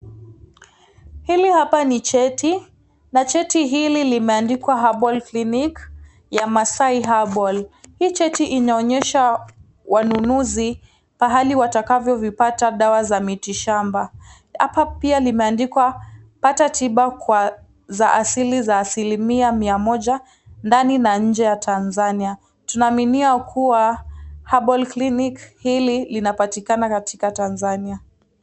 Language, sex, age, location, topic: Swahili, female, 18-24, Kisii, health